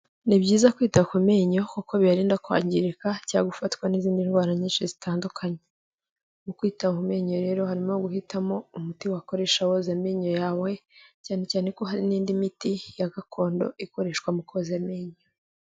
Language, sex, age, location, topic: Kinyarwanda, female, 18-24, Kigali, health